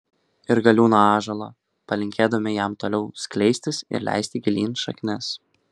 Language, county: Lithuanian, Kaunas